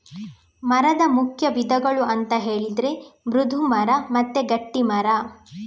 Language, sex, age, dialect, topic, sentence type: Kannada, female, 18-24, Coastal/Dakshin, agriculture, statement